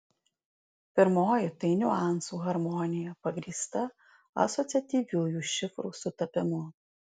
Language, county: Lithuanian, Alytus